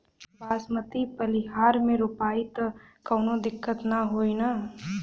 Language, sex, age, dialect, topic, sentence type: Bhojpuri, female, 18-24, Western, agriculture, question